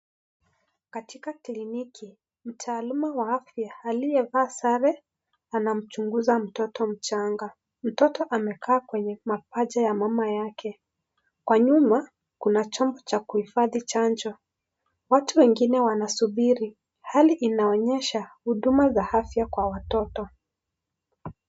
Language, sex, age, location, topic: Swahili, male, 25-35, Kisii, health